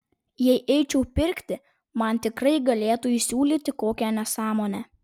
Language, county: Lithuanian, Vilnius